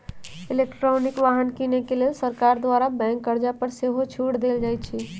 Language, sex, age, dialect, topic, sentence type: Magahi, male, 18-24, Western, banking, statement